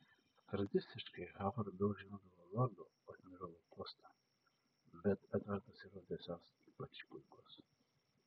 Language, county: Lithuanian, Šiauliai